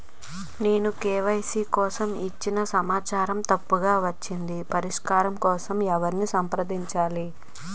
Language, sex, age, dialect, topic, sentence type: Telugu, female, 18-24, Utterandhra, banking, question